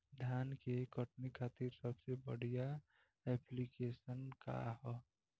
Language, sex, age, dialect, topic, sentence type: Bhojpuri, female, 18-24, Southern / Standard, agriculture, question